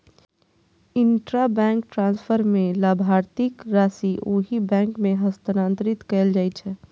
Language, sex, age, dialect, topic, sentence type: Maithili, female, 25-30, Eastern / Thethi, banking, statement